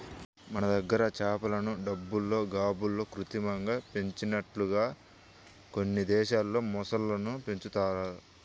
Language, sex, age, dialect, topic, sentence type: Telugu, male, 18-24, Central/Coastal, agriculture, statement